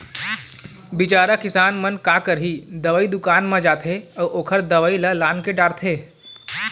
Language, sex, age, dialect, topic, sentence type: Chhattisgarhi, male, 18-24, Eastern, agriculture, statement